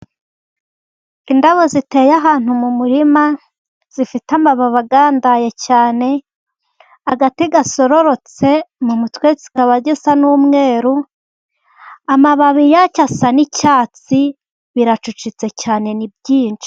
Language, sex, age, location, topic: Kinyarwanda, female, 18-24, Gakenke, government